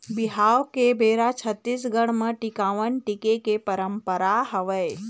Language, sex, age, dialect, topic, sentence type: Chhattisgarhi, female, 25-30, Eastern, agriculture, statement